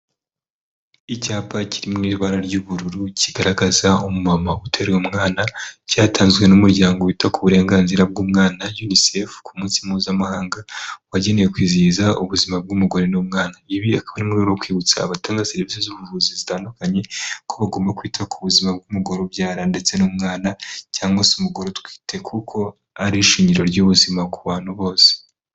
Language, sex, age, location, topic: Kinyarwanda, male, 18-24, Kigali, health